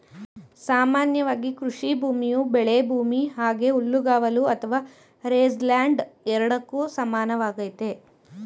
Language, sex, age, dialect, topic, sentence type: Kannada, female, 18-24, Mysore Kannada, agriculture, statement